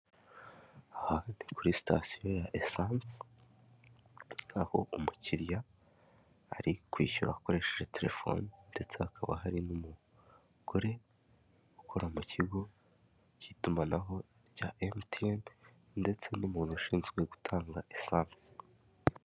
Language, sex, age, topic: Kinyarwanda, male, 18-24, finance